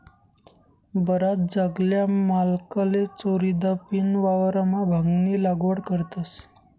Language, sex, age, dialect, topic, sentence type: Marathi, male, 25-30, Northern Konkan, agriculture, statement